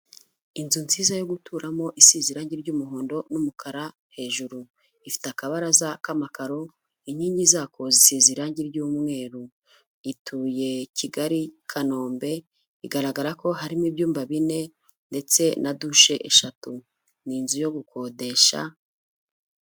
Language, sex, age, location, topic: Kinyarwanda, female, 25-35, Huye, finance